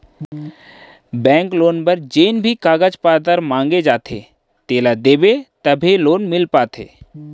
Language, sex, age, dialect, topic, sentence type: Chhattisgarhi, male, 31-35, Central, banking, statement